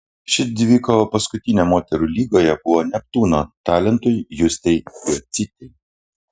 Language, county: Lithuanian, Panevėžys